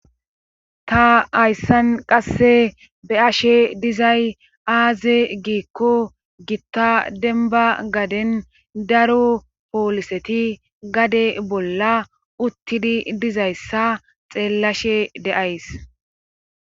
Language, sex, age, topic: Gamo, female, 25-35, government